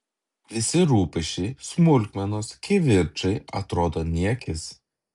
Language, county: Lithuanian, Klaipėda